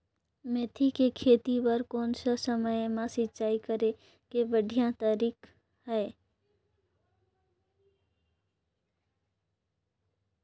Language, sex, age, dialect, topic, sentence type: Chhattisgarhi, female, 25-30, Northern/Bhandar, agriculture, question